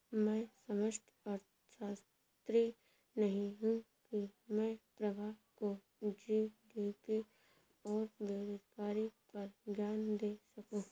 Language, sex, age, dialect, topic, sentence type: Hindi, female, 36-40, Awadhi Bundeli, banking, statement